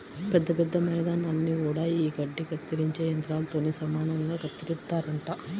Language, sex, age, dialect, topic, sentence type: Telugu, female, 18-24, Central/Coastal, agriculture, statement